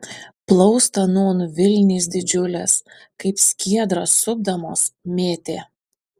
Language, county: Lithuanian, Panevėžys